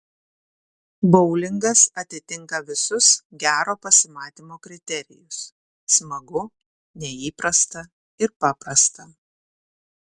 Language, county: Lithuanian, Šiauliai